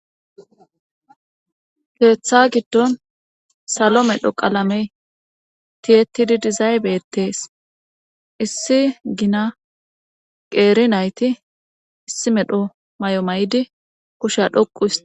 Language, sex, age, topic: Gamo, female, 18-24, government